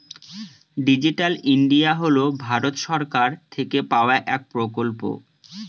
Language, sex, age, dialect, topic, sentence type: Bengali, male, 25-30, Northern/Varendri, banking, statement